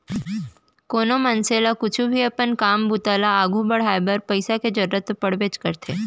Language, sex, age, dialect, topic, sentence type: Chhattisgarhi, female, 18-24, Central, banking, statement